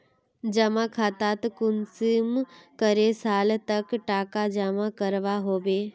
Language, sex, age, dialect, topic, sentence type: Magahi, female, 18-24, Northeastern/Surjapuri, banking, question